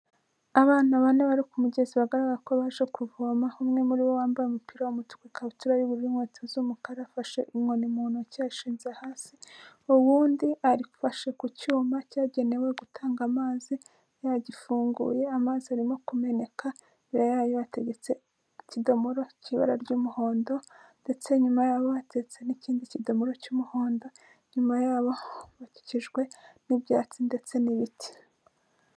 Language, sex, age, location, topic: Kinyarwanda, female, 25-35, Kigali, health